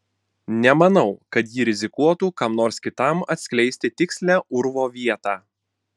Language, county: Lithuanian, Panevėžys